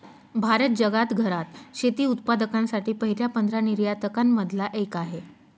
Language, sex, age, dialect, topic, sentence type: Marathi, female, 36-40, Northern Konkan, agriculture, statement